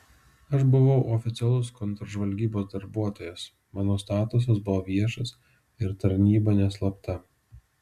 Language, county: Lithuanian, Alytus